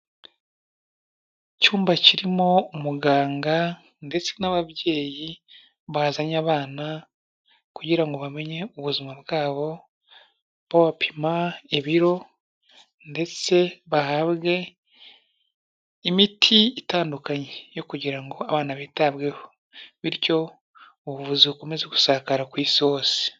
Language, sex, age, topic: Kinyarwanda, male, 18-24, health